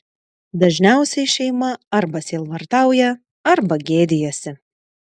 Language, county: Lithuanian, Klaipėda